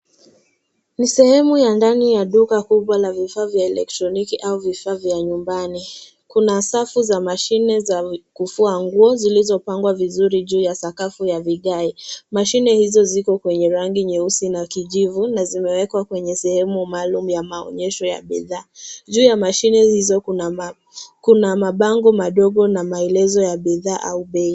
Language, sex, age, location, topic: Swahili, female, 18-24, Nairobi, finance